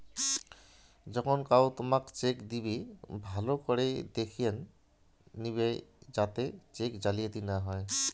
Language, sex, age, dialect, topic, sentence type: Bengali, male, 31-35, Rajbangshi, banking, statement